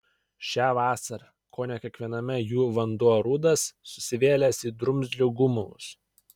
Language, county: Lithuanian, Kaunas